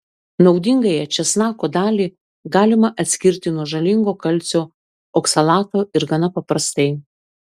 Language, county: Lithuanian, Klaipėda